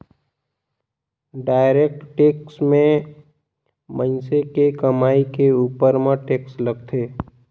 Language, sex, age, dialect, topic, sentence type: Chhattisgarhi, male, 18-24, Northern/Bhandar, banking, statement